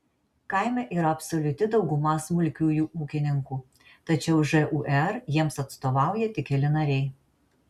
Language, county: Lithuanian, Marijampolė